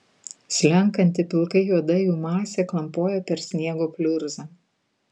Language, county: Lithuanian, Vilnius